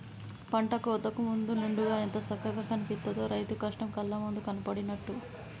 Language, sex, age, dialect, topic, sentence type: Telugu, female, 18-24, Telangana, agriculture, statement